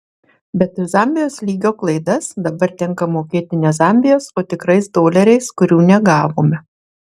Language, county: Lithuanian, Marijampolė